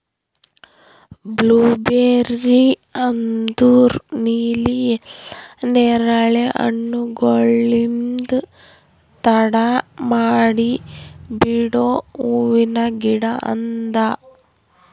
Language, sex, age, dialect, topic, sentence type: Kannada, female, 31-35, Northeastern, agriculture, statement